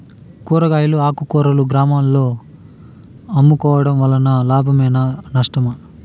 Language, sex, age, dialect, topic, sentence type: Telugu, male, 18-24, Southern, agriculture, question